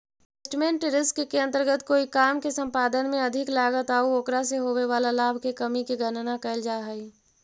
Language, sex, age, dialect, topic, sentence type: Magahi, female, 18-24, Central/Standard, agriculture, statement